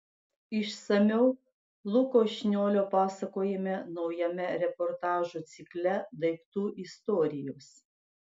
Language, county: Lithuanian, Klaipėda